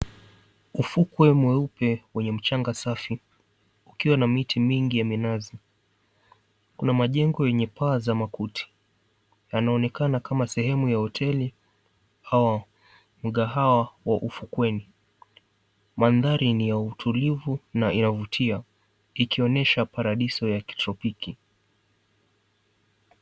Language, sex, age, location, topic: Swahili, male, 18-24, Mombasa, government